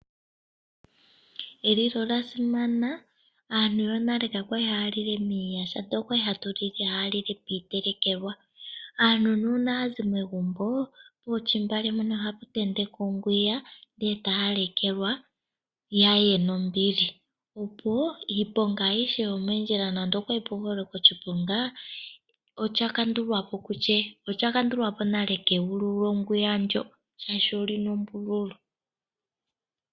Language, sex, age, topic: Oshiwambo, female, 25-35, agriculture